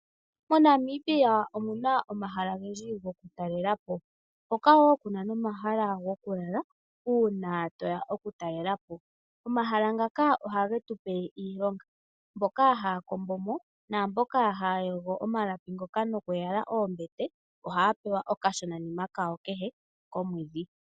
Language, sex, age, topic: Oshiwambo, male, 25-35, agriculture